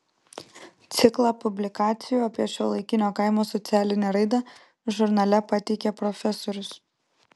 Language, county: Lithuanian, Vilnius